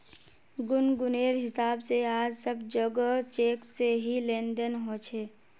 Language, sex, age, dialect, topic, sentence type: Magahi, female, 25-30, Northeastern/Surjapuri, banking, statement